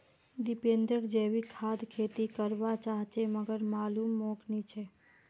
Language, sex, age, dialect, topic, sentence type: Magahi, female, 46-50, Northeastern/Surjapuri, agriculture, statement